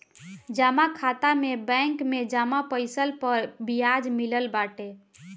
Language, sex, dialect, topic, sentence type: Bhojpuri, female, Northern, banking, statement